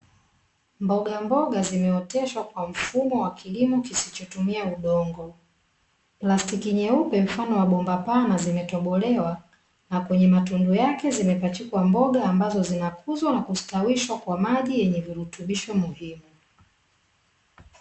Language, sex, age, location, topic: Swahili, female, 25-35, Dar es Salaam, agriculture